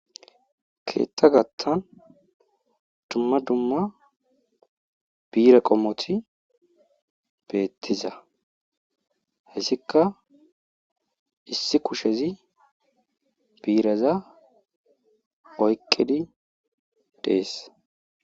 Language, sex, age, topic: Gamo, male, 18-24, government